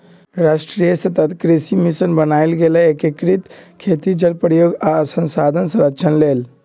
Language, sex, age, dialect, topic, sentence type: Magahi, male, 18-24, Western, agriculture, statement